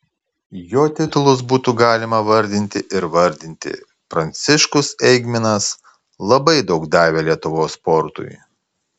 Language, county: Lithuanian, Tauragė